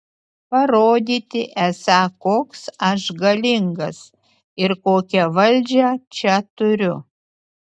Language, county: Lithuanian, Utena